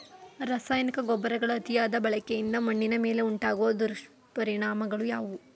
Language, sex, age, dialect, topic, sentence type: Kannada, female, 18-24, Mysore Kannada, agriculture, question